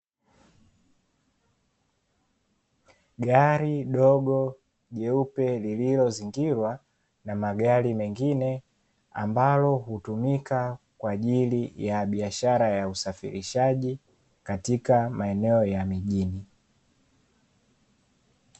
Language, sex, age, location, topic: Swahili, male, 18-24, Dar es Salaam, government